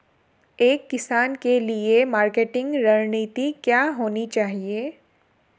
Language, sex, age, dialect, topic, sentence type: Hindi, female, 18-24, Marwari Dhudhari, agriculture, question